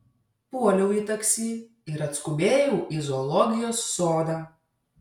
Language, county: Lithuanian, Šiauliai